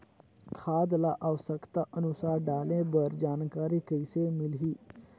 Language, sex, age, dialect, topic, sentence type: Chhattisgarhi, male, 18-24, Northern/Bhandar, agriculture, question